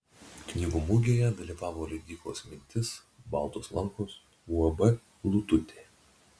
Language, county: Lithuanian, Vilnius